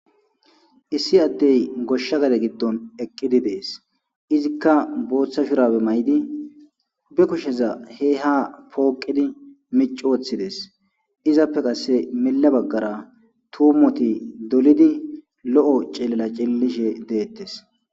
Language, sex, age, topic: Gamo, male, 25-35, agriculture